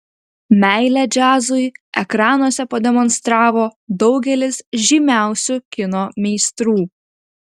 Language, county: Lithuanian, Utena